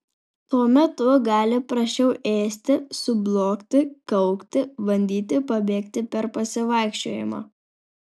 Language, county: Lithuanian, Alytus